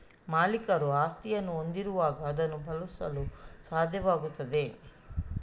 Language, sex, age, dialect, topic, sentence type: Kannada, female, 41-45, Coastal/Dakshin, banking, statement